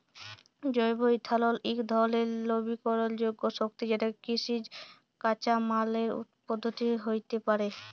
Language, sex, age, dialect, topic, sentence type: Bengali, female, 18-24, Jharkhandi, agriculture, statement